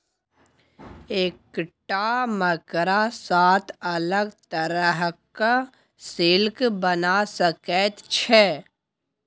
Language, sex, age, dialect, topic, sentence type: Maithili, male, 18-24, Bajjika, agriculture, statement